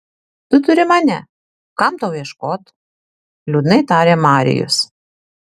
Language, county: Lithuanian, Tauragė